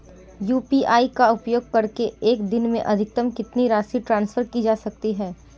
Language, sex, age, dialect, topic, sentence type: Hindi, female, 18-24, Marwari Dhudhari, banking, question